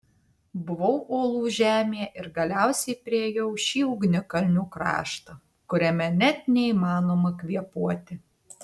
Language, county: Lithuanian, Tauragė